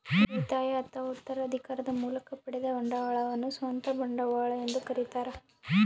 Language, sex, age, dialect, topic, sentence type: Kannada, female, 18-24, Central, banking, statement